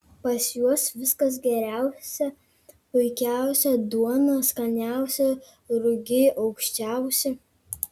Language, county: Lithuanian, Kaunas